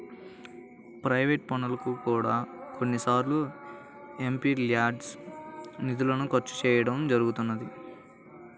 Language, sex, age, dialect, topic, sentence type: Telugu, male, 18-24, Central/Coastal, banking, statement